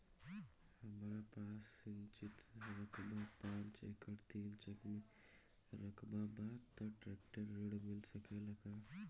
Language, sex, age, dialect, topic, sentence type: Bhojpuri, male, 18-24, Southern / Standard, banking, question